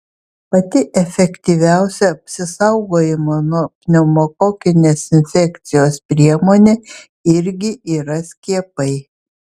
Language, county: Lithuanian, Vilnius